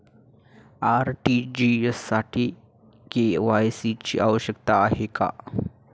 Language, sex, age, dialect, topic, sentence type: Marathi, male, 18-24, Standard Marathi, banking, question